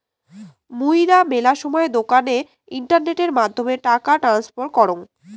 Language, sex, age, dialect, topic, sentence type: Bengali, female, 18-24, Rajbangshi, banking, statement